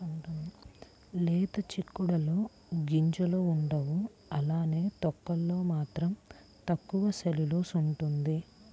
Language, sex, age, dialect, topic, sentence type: Telugu, female, 18-24, Central/Coastal, agriculture, statement